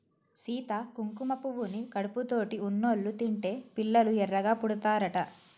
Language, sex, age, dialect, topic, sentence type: Telugu, female, 25-30, Telangana, agriculture, statement